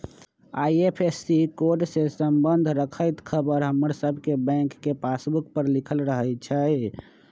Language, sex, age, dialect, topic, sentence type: Magahi, male, 25-30, Western, banking, statement